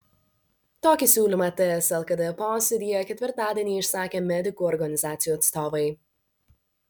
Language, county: Lithuanian, Vilnius